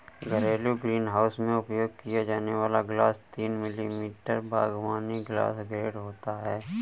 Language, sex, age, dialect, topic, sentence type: Hindi, male, 31-35, Awadhi Bundeli, agriculture, statement